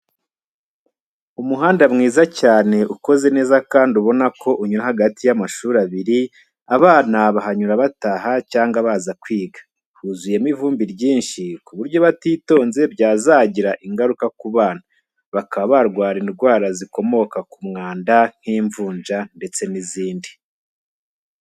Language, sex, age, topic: Kinyarwanda, male, 25-35, education